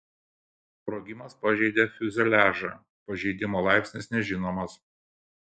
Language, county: Lithuanian, Kaunas